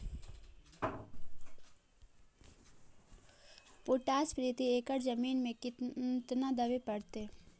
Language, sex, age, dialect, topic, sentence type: Magahi, female, 18-24, Central/Standard, agriculture, question